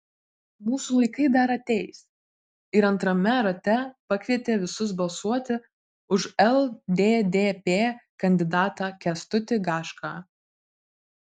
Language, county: Lithuanian, Vilnius